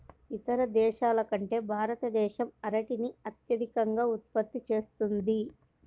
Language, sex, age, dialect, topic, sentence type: Telugu, male, 25-30, Central/Coastal, agriculture, statement